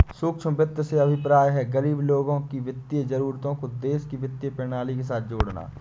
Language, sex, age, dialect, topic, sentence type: Hindi, male, 25-30, Awadhi Bundeli, banking, statement